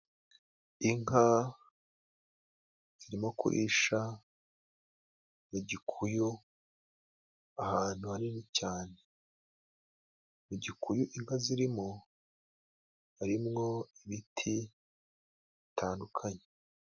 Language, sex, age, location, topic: Kinyarwanda, male, 25-35, Musanze, agriculture